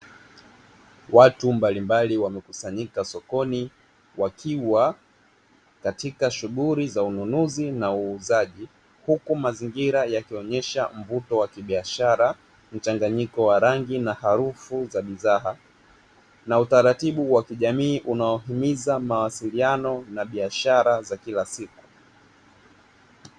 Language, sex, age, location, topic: Swahili, male, 18-24, Dar es Salaam, finance